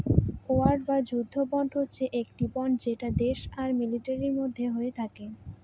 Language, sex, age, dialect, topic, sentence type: Bengali, female, 18-24, Northern/Varendri, banking, statement